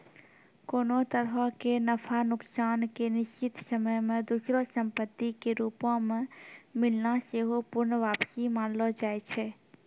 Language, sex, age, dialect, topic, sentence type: Maithili, female, 46-50, Angika, banking, statement